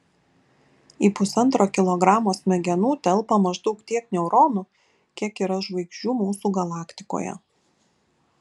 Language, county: Lithuanian, Kaunas